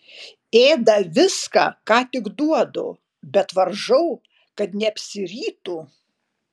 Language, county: Lithuanian, Panevėžys